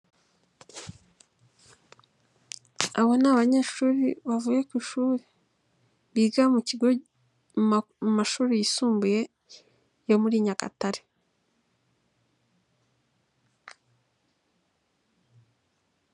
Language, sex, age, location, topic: Kinyarwanda, female, 18-24, Nyagatare, education